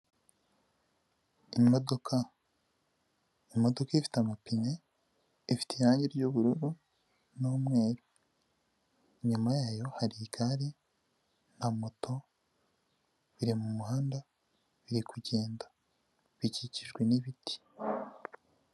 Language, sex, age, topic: Kinyarwanda, female, 18-24, government